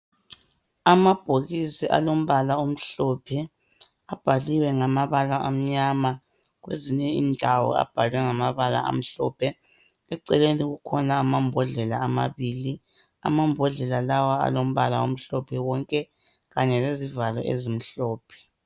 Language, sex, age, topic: North Ndebele, male, 36-49, health